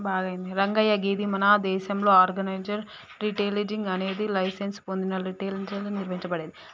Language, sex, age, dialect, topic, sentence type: Telugu, male, 18-24, Telangana, agriculture, statement